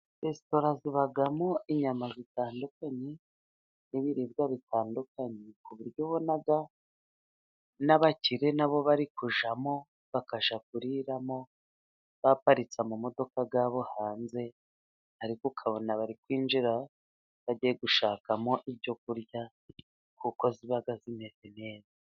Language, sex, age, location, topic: Kinyarwanda, female, 36-49, Musanze, finance